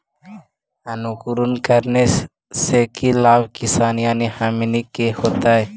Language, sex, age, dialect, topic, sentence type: Magahi, male, 18-24, Central/Standard, agriculture, question